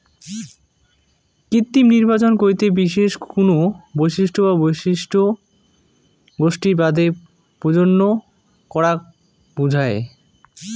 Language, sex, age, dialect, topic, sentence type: Bengali, male, 18-24, Rajbangshi, agriculture, statement